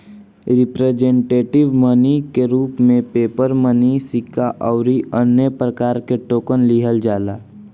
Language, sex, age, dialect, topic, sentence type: Bhojpuri, male, <18, Southern / Standard, banking, statement